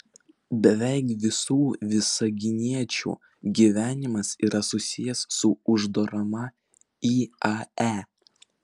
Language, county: Lithuanian, Vilnius